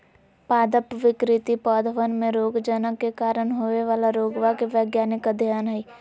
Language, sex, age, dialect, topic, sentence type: Magahi, female, 56-60, Western, agriculture, statement